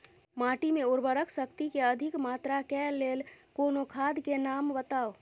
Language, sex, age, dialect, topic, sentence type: Maithili, female, 25-30, Southern/Standard, agriculture, question